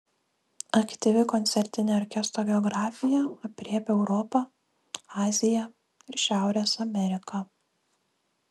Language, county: Lithuanian, Kaunas